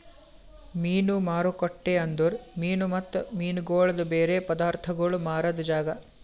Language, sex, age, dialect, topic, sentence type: Kannada, male, 18-24, Northeastern, agriculture, statement